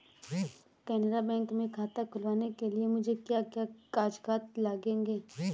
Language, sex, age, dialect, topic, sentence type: Hindi, female, 18-24, Kanauji Braj Bhasha, banking, statement